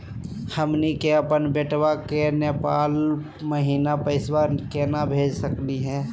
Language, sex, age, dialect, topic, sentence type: Magahi, male, 18-24, Southern, banking, question